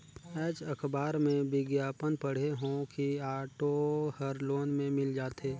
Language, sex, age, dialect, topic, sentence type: Chhattisgarhi, male, 36-40, Northern/Bhandar, banking, statement